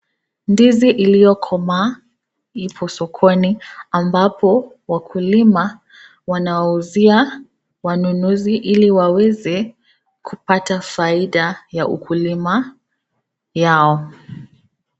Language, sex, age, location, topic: Swahili, female, 25-35, Nakuru, agriculture